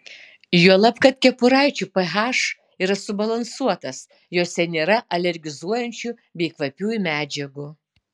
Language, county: Lithuanian, Utena